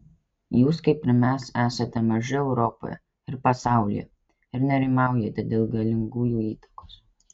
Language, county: Lithuanian, Kaunas